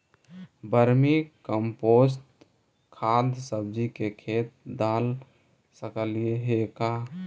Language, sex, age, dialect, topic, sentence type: Magahi, male, 18-24, Central/Standard, agriculture, question